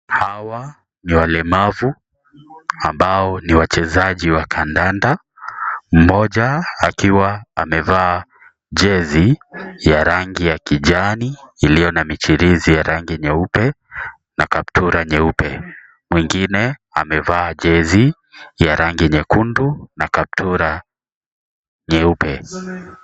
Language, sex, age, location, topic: Swahili, male, 18-24, Kisii, education